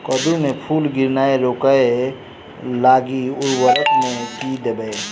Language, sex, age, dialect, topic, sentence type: Maithili, male, 18-24, Southern/Standard, agriculture, question